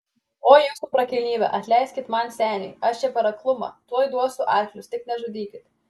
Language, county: Lithuanian, Klaipėda